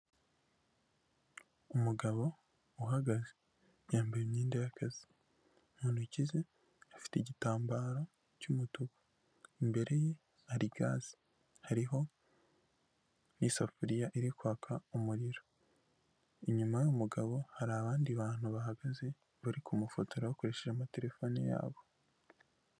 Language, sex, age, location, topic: Kinyarwanda, male, 18-24, Kigali, government